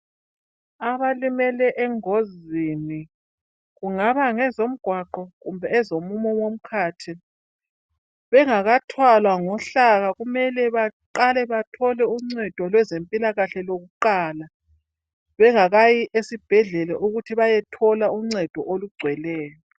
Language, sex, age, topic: North Ndebele, female, 50+, health